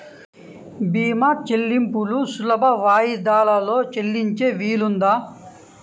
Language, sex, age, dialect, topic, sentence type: Telugu, male, 18-24, Central/Coastal, banking, question